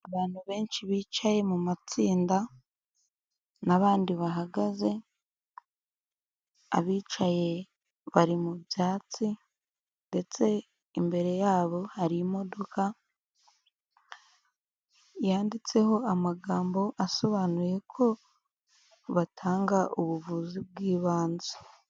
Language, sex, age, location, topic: Kinyarwanda, female, 18-24, Huye, health